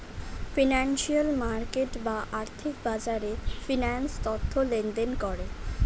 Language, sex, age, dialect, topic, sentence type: Bengali, female, 18-24, Standard Colloquial, banking, statement